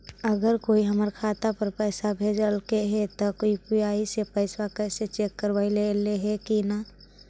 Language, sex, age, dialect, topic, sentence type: Magahi, male, 60-100, Central/Standard, banking, question